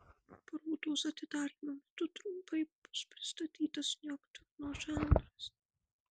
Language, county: Lithuanian, Marijampolė